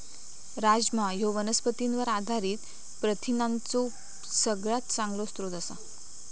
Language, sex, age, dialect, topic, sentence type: Marathi, female, 18-24, Southern Konkan, agriculture, statement